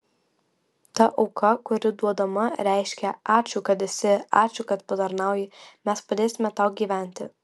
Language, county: Lithuanian, Vilnius